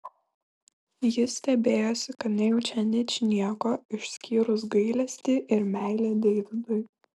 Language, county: Lithuanian, Šiauliai